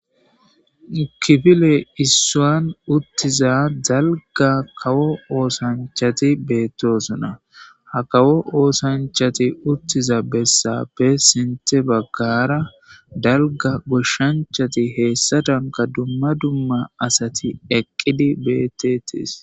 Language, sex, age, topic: Gamo, male, 25-35, government